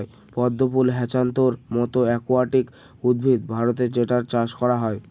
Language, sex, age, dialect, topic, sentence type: Bengali, male, <18, Northern/Varendri, agriculture, statement